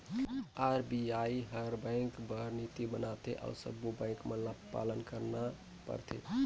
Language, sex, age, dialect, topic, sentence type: Chhattisgarhi, male, 25-30, Northern/Bhandar, banking, statement